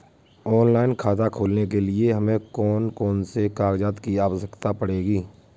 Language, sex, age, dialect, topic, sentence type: Hindi, male, 56-60, Kanauji Braj Bhasha, banking, question